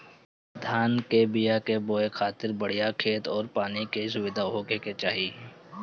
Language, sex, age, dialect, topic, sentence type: Bhojpuri, male, 25-30, Northern, agriculture, statement